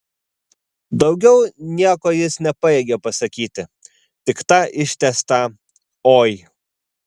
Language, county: Lithuanian, Vilnius